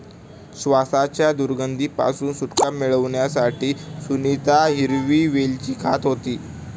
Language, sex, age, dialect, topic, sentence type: Marathi, male, 18-24, Standard Marathi, agriculture, statement